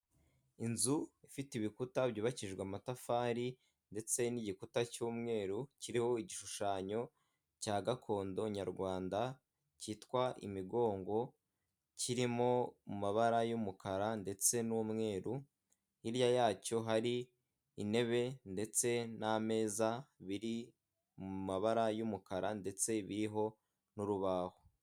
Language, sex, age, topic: Kinyarwanda, male, 18-24, finance